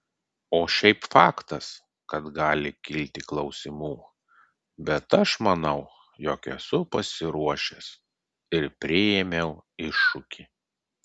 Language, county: Lithuanian, Klaipėda